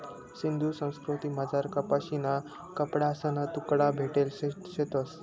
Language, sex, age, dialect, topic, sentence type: Marathi, male, 25-30, Northern Konkan, agriculture, statement